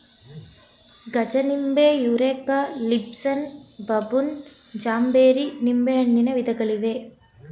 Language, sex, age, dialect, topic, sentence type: Kannada, female, 25-30, Mysore Kannada, agriculture, statement